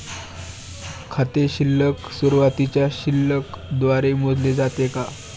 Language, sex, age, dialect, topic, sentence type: Marathi, male, 18-24, Standard Marathi, banking, question